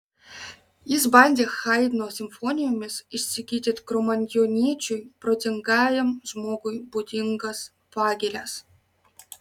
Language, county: Lithuanian, Marijampolė